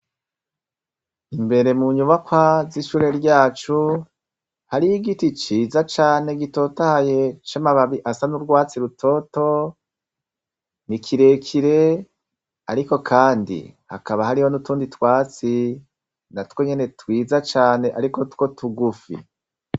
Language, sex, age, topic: Rundi, male, 36-49, education